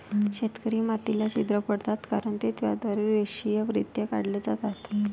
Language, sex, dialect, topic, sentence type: Marathi, female, Varhadi, agriculture, statement